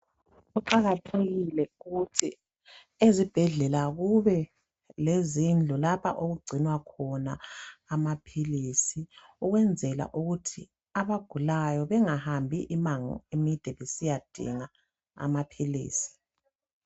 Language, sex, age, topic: North Ndebele, male, 36-49, health